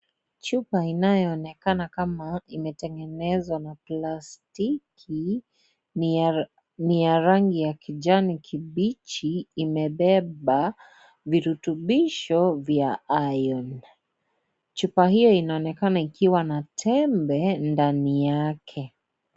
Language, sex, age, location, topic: Swahili, male, 25-35, Kisii, health